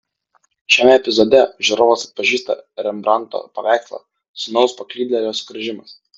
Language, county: Lithuanian, Vilnius